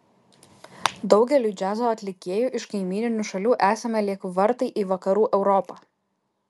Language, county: Lithuanian, Kaunas